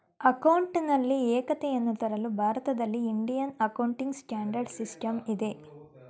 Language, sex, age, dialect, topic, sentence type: Kannada, female, 31-35, Mysore Kannada, banking, statement